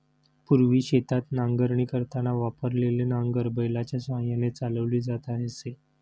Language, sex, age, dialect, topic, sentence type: Marathi, male, 31-35, Standard Marathi, agriculture, statement